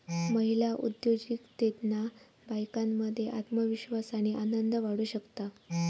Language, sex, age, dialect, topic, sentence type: Marathi, female, 18-24, Southern Konkan, banking, statement